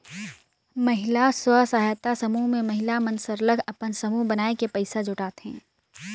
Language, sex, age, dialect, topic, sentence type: Chhattisgarhi, female, 18-24, Northern/Bhandar, banking, statement